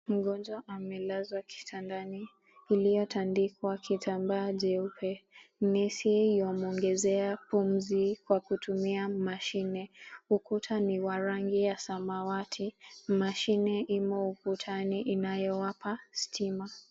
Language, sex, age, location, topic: Swahili, female, 18-24, Mombasa, health